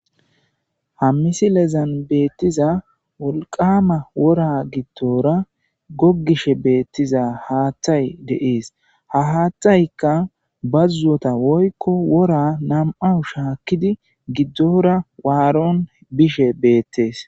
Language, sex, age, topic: Gamo, male, 18-24, agriculture